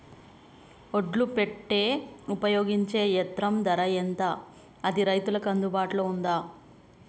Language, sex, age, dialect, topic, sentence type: Telugu, female, 18-24, Telangana, agriculture, question